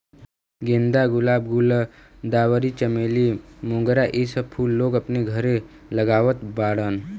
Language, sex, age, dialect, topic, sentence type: Bhojpuri, male, 18-24, Western, agriculture, statement